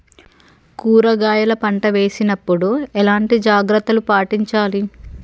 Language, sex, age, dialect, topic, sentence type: Telugu, female, 36-40, Telangana, agriculture, question